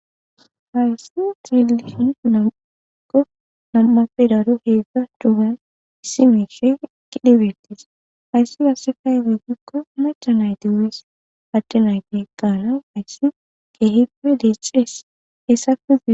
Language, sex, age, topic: Gamo, female, 25-35, government